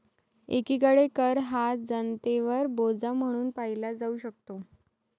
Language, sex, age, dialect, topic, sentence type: Marathi, female, 31-35, Varhadi, banking, statement